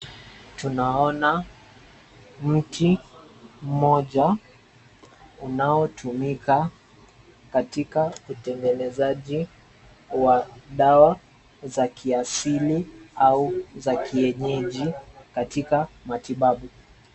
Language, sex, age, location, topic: Swahili, male, 25-35, Nairobi, health